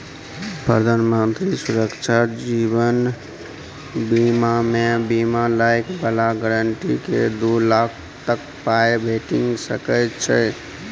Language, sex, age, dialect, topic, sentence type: Maithili, male, 25-30, Bajjika, banking, statement